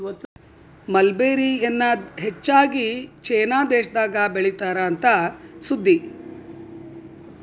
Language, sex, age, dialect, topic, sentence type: Kannada, female, 60-100, Dharwad Kannada, agriculture, statement